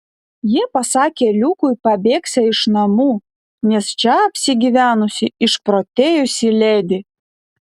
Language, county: Lithuanian, Vilnius